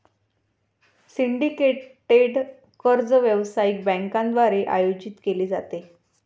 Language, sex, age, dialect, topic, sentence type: Marathi, female, 25-30, Varhadi, banking, statement